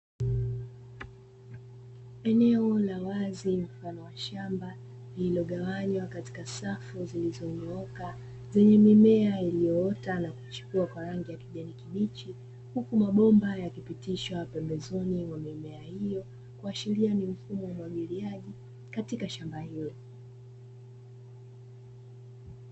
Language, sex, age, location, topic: Swahili, female, 25-35, Dar es Salaam, agriculture